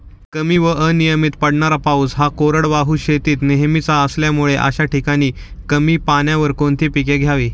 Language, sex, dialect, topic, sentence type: Marathi, male, Standard Marathi, agriculture, question